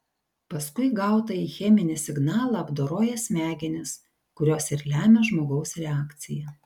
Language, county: Lithuanian, Šiauliai